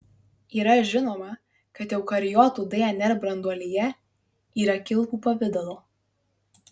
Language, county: Lithuanian, Marijampolė